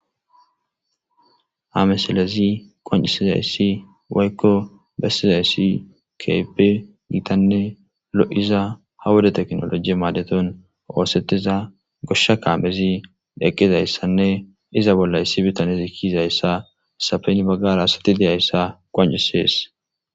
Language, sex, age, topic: Gamo, male, 18-24, agriculture